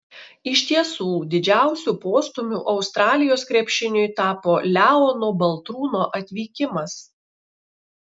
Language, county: Lithuanian, Šiauliai